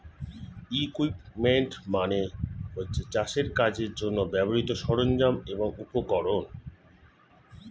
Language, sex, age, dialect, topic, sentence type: Bengali, male, 41-45, Standard Colloquial, agriculture, statement